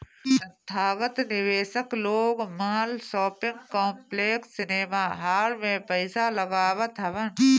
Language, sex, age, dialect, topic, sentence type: Bhojpuri, female, 31-35, Northern, banking, statement